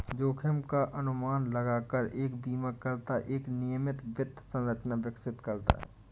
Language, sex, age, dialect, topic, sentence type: Hindi, male, 25-30, Awadhi Bundeli, banking, statement